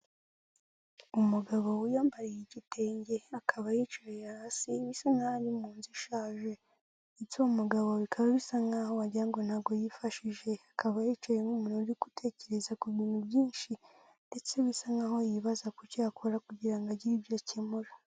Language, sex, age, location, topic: Kinyarwanda, female, 18-24, Kigali, health